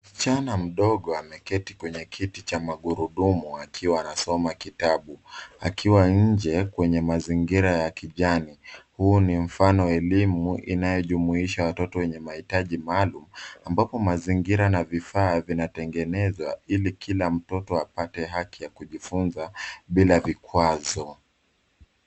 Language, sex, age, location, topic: Swahili, male, 25-35, Nairobi, education